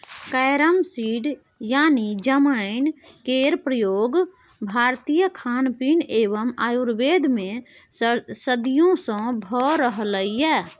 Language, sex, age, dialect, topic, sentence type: Maithili, female, 18-24, Bajjika, agriculture, statement